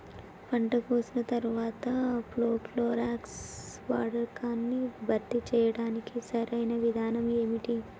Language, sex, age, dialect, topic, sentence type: Telugu, female, 18-24, Telangana, agriculture, question